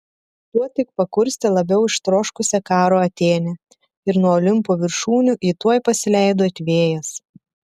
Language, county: Lithuanian, Telšiai